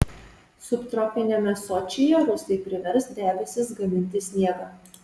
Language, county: Lithuanian, Marijampolė